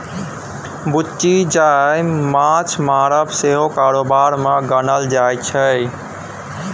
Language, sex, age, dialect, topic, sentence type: Maithili, male, 18-24, Bajjika, banking, statement